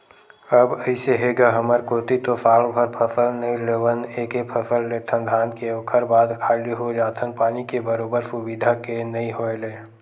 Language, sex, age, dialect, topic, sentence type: Chhattisgarhi, male, 18-24, Western/Budati/Khatahi, agriculture, statement